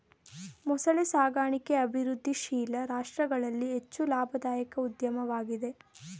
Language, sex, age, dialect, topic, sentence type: Kannada, female, 18-24, Mysore Kannada, agriculture, statement